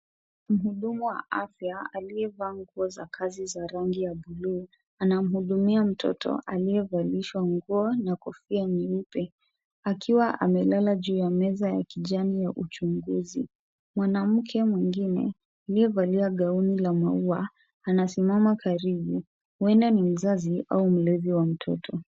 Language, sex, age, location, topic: Swahili, female, 36-49, Kisumu, health